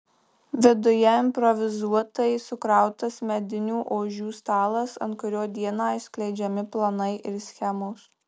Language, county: Lithuanian, Marijampolė